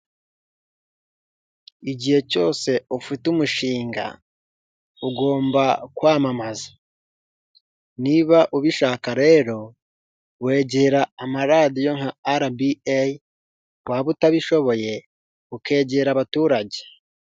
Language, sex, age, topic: Kinyarwanda, male, 18-24, finance